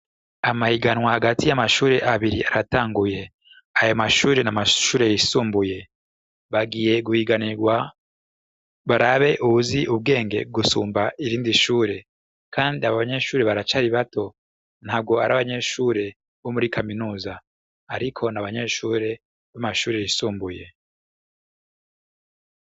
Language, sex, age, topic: Rundi, male, 25-35, education